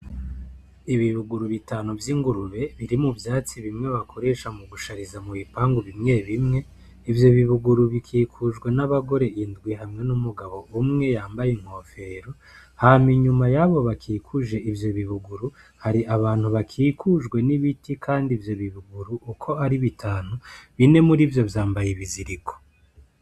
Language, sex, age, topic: Rundi, male, 25-35, agriculture